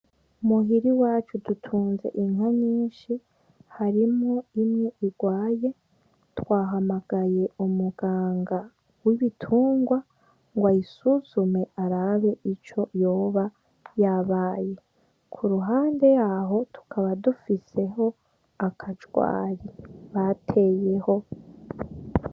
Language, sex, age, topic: Rundi, female, 18-24, agriculture